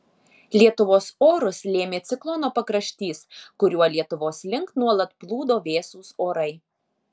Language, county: Lithuanian, Alytus